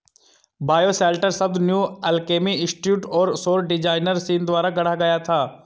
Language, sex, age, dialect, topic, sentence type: Hindi, male, 31-35, Hindustani Malvi Khadi Boli, agriculture, statement